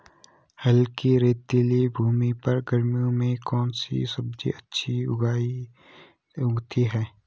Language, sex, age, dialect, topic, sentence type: Hindi, male, 18-24, Garhwali, agriculture, question